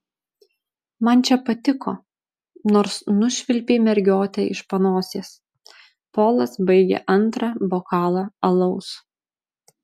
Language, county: Lithuanian, Vilnius